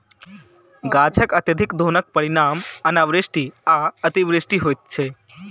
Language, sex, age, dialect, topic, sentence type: Maithili, male, 18-24, Southern/Standard, agriculture, statement